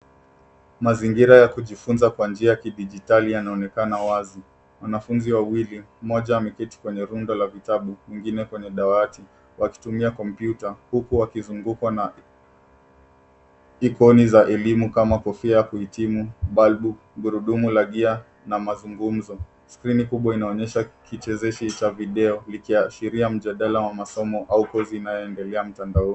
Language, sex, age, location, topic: Swahili, male, 18-24, Nairobi, education